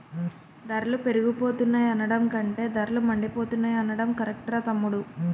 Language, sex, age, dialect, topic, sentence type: Telugu, female, 25-30, Utterandhra, banking, statement